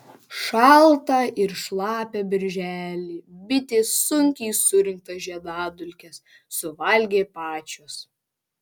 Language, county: Lithuanian, Panevėžys